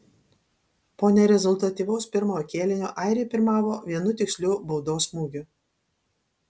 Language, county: Lithuanian, Alytus